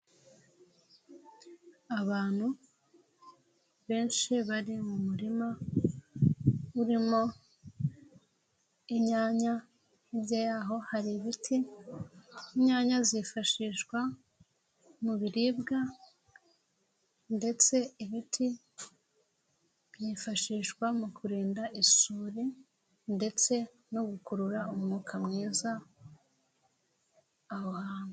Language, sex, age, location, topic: Kinyarwanda, female, 18-24, Nyagatare, government